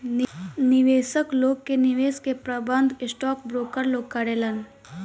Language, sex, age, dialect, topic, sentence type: Bhojpuri, female, <18, Southern / Standard, banking, statement